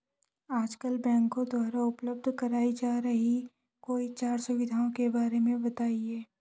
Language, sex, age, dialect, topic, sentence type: Hindi, male, 18-24, Hindustani Malvi Khadi Boli, banking, question